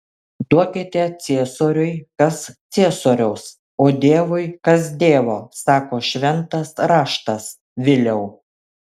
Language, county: Lithuanian, Kaunas